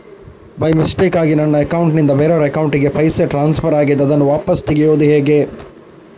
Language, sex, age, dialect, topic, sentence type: Kannada, male, 31-35, Coastal/Dakshin, banking, question